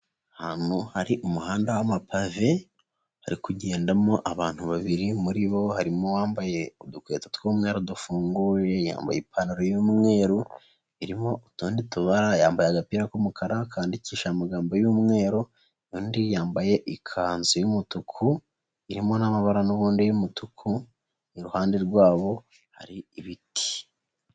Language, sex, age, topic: Kinyarwanda, female, 25-35, education